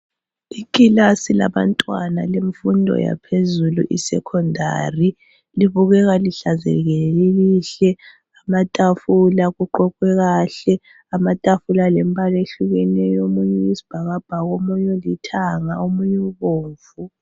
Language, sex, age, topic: North Ndebele, female, 25-35, education